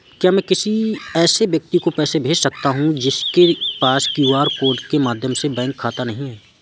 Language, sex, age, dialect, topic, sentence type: Hindi, male, 18-24, Awadhi Bundeli, banking, question